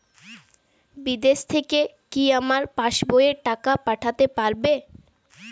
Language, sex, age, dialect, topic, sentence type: Bengali, female, 18-24, Western, banking, question